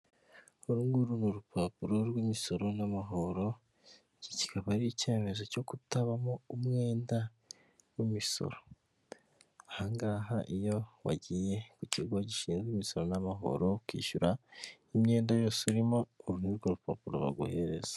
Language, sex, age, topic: Kinyarwanda, male, 25-35, finance